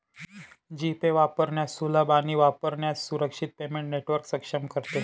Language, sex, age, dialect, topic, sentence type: Marathi, male, 25-30, Northern Konkan, banking, statement